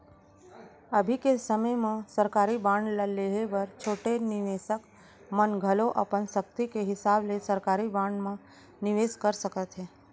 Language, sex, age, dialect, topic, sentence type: Chhattisgarhi, female, 31-35, Central, banking, statement